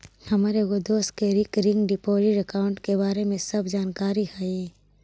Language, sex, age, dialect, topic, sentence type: Magahi, female, 18-24, Central/Standard, banking, statement